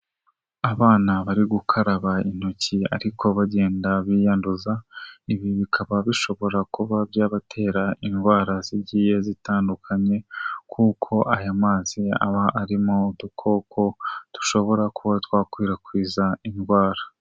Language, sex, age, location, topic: Kinyarwanda, male, 18-24, Kigali, health